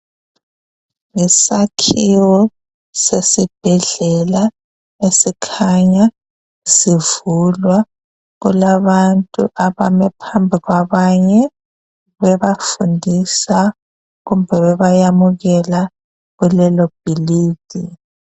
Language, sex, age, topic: North Ndebele, female, 25-35, health